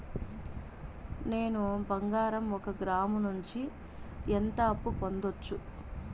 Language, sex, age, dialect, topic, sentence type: Telugu, female, 31-35, Southern, banking, question